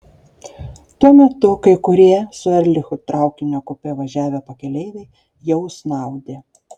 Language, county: Lithuanian, Šiauliai